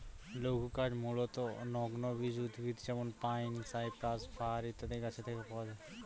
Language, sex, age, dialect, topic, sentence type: Bengali, male, 18-24, Northern/Varendri, agriculture, statement